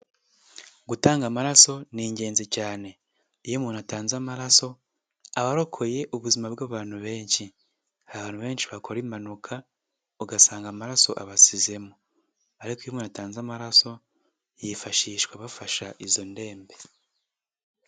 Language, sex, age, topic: Kinyarwanda, male, 18-24, health